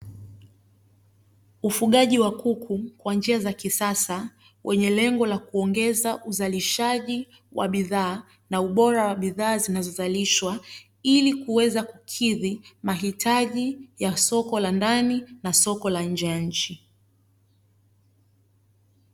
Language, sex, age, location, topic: Swahili, female, 25-35, Dar es Salaam, agriculture